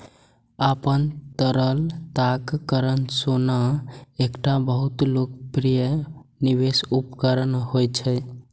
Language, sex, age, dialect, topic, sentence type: Maithili, male, 18-24, Eastern / Thethi, banking, statement